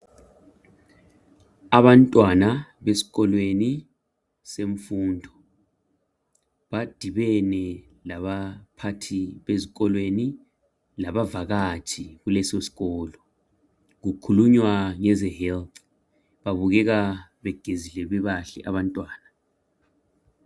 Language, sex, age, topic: North Ndebele, male, 50+, health